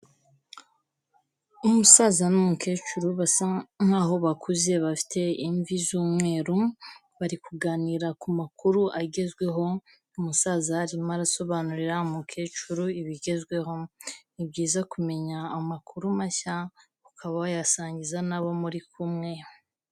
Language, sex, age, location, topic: Kinyarwanda, female, 18-24, Huye, health